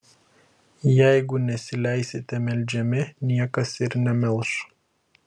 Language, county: Lithuanian, Klaipėda